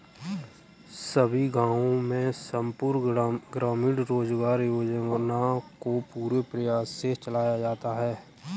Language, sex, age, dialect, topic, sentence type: Hindi, male, 25-30, Kanauji Braj Bhasha, banking, statement